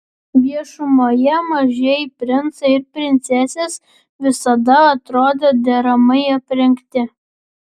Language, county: Lithuanian, Vilnius